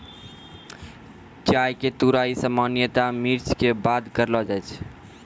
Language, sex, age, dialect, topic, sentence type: Maithili, male, 41-45, Angika, agriculture, statement